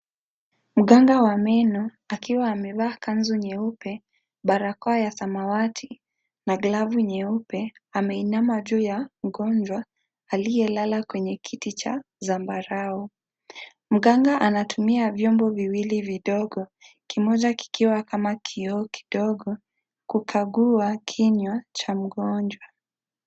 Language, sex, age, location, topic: Swahili, female, 25-35, Kisii, health